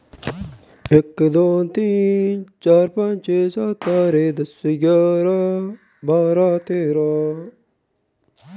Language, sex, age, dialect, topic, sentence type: Kannada, male, 51-55, Coastal/Dakshin, banking, question